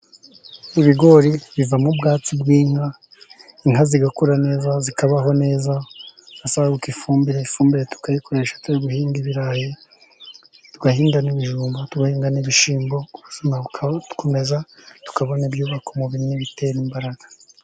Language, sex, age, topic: Kinyarwanda, male, 36-49, agriculture